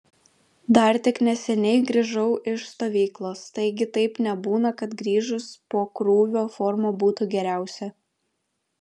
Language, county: Lithuanian, Vilnius